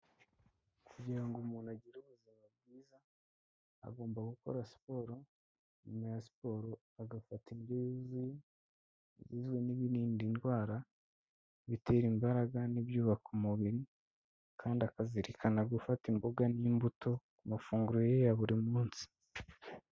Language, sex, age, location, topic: Kinyarwanda, male, 25-35, Kigali, health